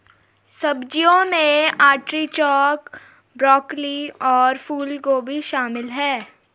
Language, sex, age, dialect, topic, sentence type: Hindi, female, 36-40, Garhwali, agriculture, statement